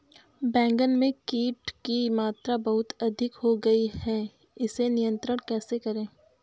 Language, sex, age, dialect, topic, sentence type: Hindi, female, 25-30, Awadhi Bundeli, agriculture, question